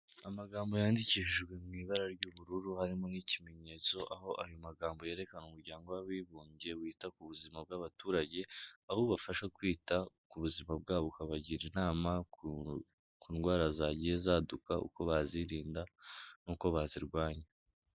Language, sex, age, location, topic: Kinyarwanda, male, 18-24, Kigali, health